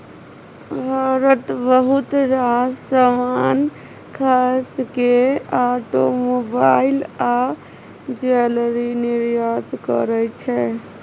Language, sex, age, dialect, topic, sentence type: Maithili, female, 60-100, Bajjika, banking, statement